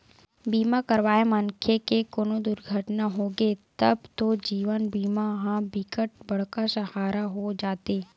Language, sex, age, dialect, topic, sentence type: Chhattisgarhi, female, 18-24, Western/Budati/Khatahi, banking, statement